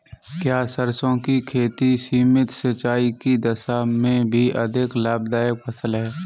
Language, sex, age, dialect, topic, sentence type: Hindi, male, 36-40, Kanauji Braj Bhasha, agriculture, question